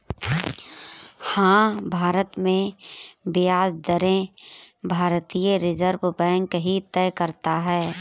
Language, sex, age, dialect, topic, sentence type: Hindi, female, 25-30, Marwari Dhudhari, banking, statement